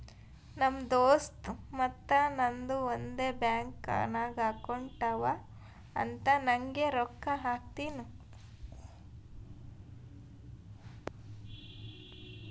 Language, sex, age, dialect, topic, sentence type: Kannada, female, 18-24, Northeastern, banking, statement